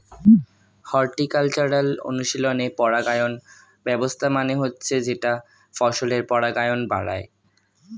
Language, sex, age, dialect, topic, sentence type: Bengali, male, 18-24, Standard Colloquial, agriculture, statement